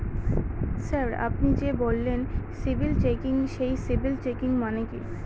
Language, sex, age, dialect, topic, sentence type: Bengali, female, 60-100, Northern/Varendri, banking, question